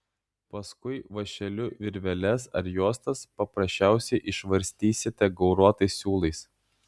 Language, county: Lithuanian, Klaipėda